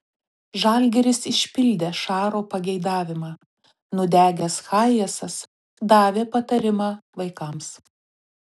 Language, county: Lithuanian, Telšiai